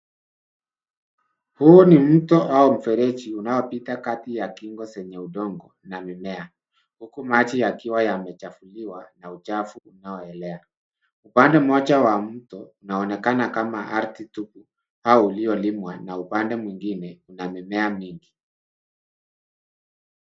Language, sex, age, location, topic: Swahili, male, 50+, Nairobi, government